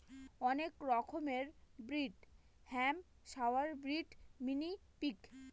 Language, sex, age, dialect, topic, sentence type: Bengali, female, 25-30, Northern/Varendri, agriculture, statement